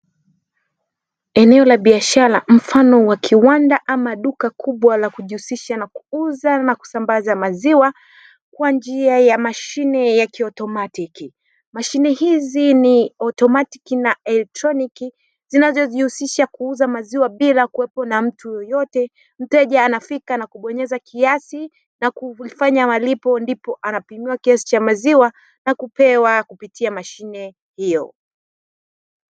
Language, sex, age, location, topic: Swahili, female, 36-49, Dar es Salaam, finance